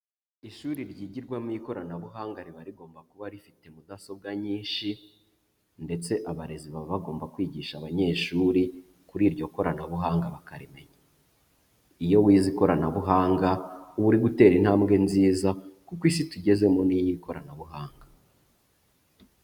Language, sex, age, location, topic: Kinyarwanda, male, 25-35, Huye, education